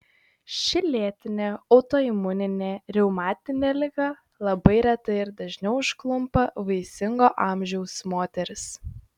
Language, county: Lithuanian, Šiauliai